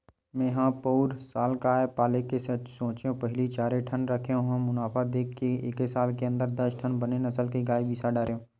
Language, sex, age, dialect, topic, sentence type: Chhattisgarhi, male, 18-24, Western/Budati/Khatahi, agriculture, statement